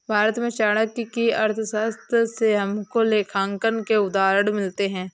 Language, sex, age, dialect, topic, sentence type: Hindi, female, 18-24, Marwari Dhudhari, banking, statement